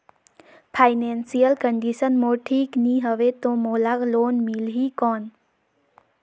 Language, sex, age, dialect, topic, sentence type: Chhattisgarhi, female, 18-24, Northern/Bhandar, banking, question